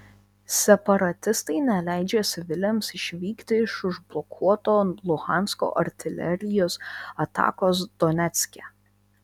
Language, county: Lithuanian, Vilnius